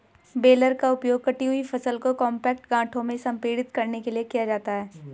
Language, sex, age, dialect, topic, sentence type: Hindi, female, 25-30, Hindustani Malvi Khadi Boli, agriculture, statement